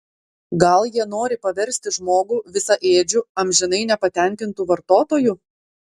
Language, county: Lithuanian, Klaipėda